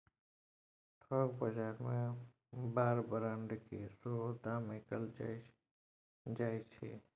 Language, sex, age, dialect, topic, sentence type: Maithili, male, 36-40, Bajjika, banking, statement